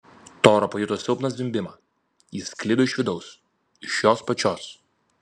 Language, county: Lithuanian, Vilnius